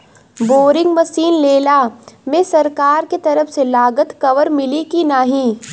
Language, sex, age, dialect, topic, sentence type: Bhojpuri, female, 18-24, Western, agriculture, question